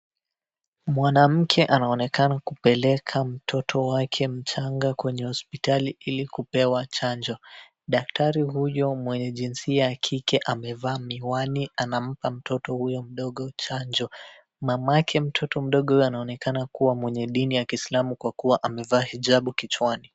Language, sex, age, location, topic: Swahili, male, 18-24, Wajir, health